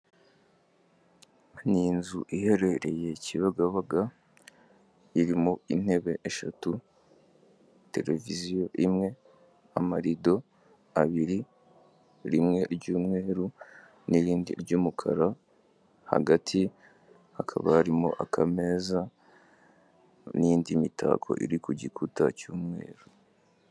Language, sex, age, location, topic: Kinyarwanda, male, 18-24, Kigali, finance